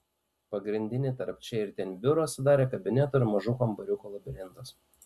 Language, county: Lithuanian, Panevėžys